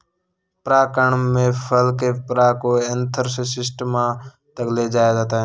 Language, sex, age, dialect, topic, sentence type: Hindi, male, 18-24, Marwari Dhudhari, agriculture, statement